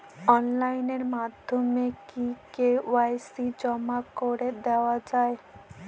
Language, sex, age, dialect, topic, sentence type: Bengali, female, 25-30, Northern/Varendri, banking, question